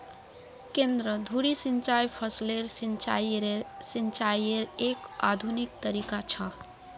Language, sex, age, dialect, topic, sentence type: Magahi, female, 25-30, Northeastern/Surjapuri, agriculture, statement